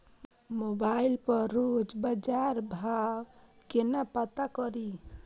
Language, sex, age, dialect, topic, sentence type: Maithili, female, 25-30, Eastern / Thethi, agriculture, question